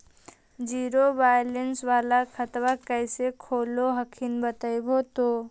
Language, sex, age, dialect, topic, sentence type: Magahi, female, 18-24, Central/Standard, banking, question